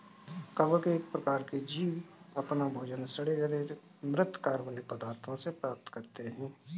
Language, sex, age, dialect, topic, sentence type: Hindi, male, 36-40, Kanauji Braj Bhasha, agriculture, statement